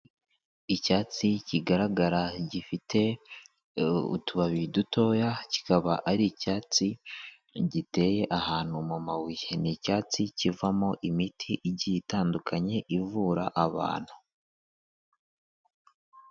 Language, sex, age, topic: Kinyarwanda, male, 18-24, health